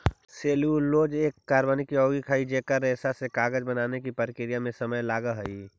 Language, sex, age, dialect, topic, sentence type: Magahi, male, 51-55, Central/Standard, banking, statement